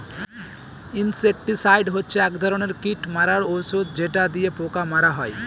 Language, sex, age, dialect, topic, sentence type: Bengali, male, 18-24, Northern/Varendri, agriculture, statement